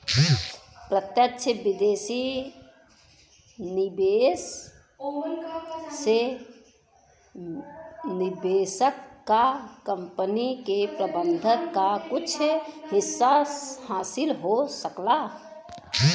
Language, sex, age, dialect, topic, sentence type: Bhojpuri, female, 18-24, Western, banking, statement